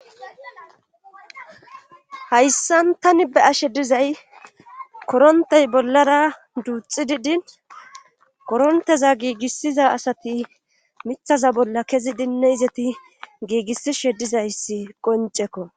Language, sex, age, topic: Gamo, female, 25-35, government